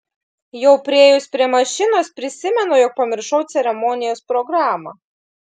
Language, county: Lithuanian, Klaipėda